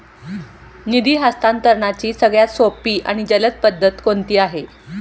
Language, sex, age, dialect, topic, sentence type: Marathi, female, 46-50, Standard Marathi, banking, question